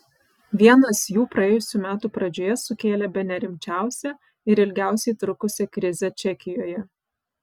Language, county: Lithuanian, Vilnius